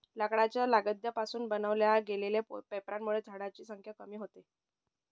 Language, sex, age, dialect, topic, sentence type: Marathi, male, 60-100, Northern Konkan, agriculture, statement